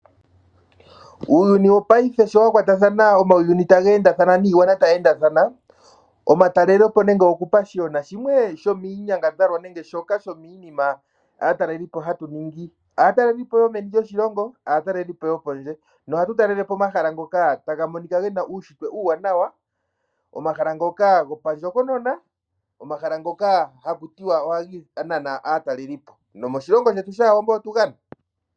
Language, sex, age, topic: Oshiwambo, male, 25-35, agriculture